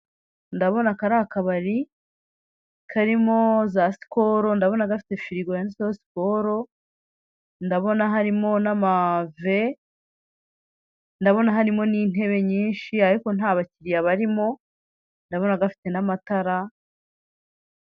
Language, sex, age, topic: Kinyarwanda, female, 36-49, finance